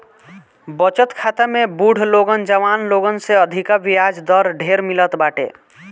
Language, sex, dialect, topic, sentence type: Bhojpuri, male, Northern, banking, statement